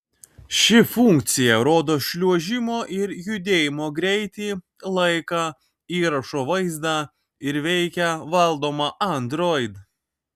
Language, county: Lithuanian, Kaunas